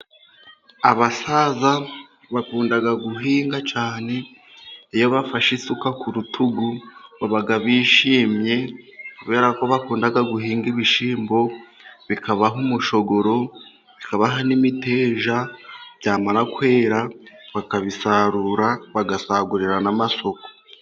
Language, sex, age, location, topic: Kinyarwanda, male, 18-24, Musanze, agriculture